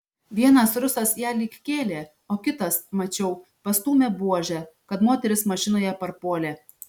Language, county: Lithuanian, Šiauliai